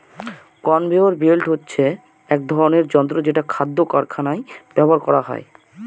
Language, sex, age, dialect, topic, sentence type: Bengali, male, 25-30, Northern/Varendri, agriculture, statement